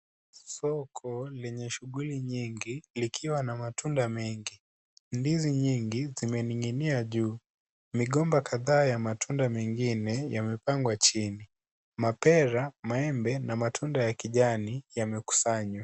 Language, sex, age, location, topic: Swahili, male, 18-24, Kisumu, finance